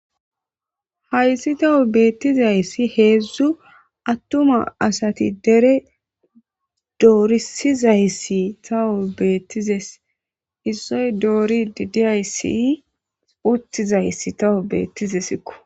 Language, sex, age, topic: Gamo, male, 25-35, government